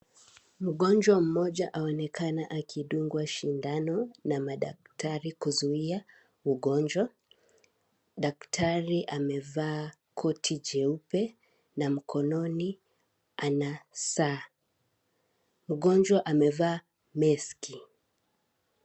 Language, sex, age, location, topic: Swahili, female, 18-24, Kisii, health